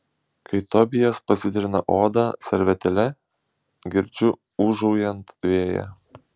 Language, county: Lithuanian, Šiauliai